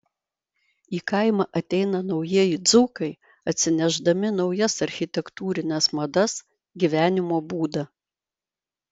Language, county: Lithuanian, Vilnius